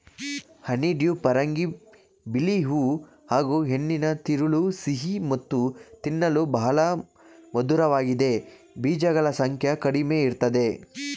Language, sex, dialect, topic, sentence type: Kannada, male, Mysore Kannada, agriculture, statement